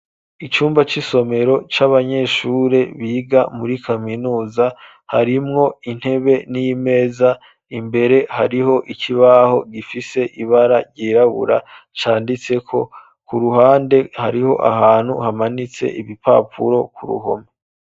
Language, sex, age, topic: Rundi, male, 25-35, education